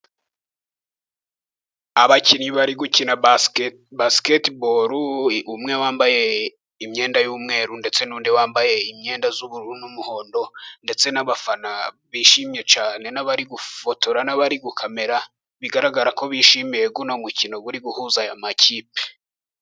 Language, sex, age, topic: Kinyarwanda, male, 18-24, government